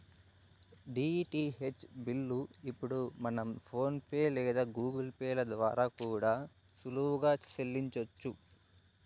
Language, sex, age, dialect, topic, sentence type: Telugu, male, 18-24, Southern, banking, statement